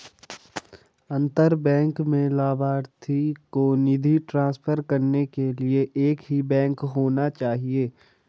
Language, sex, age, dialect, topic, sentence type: Hindi, male, 18-24, Hindustani Malvi Khadi Boli, banking, statement